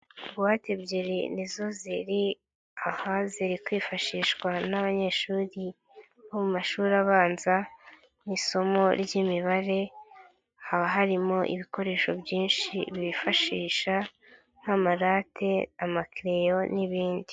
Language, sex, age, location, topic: Kinyarwanda, male, 25-35, Nyagatare, education